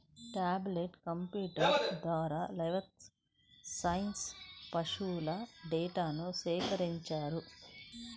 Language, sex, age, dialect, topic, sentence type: Telugu, female, 46-50, Central/Coastal, agriculture, statement